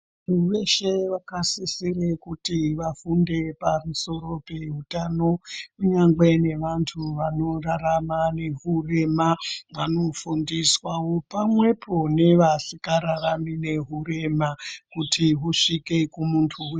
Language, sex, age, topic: Ndau, female, 25-35, health